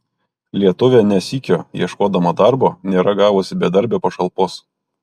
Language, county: Lithuanian, Kaunas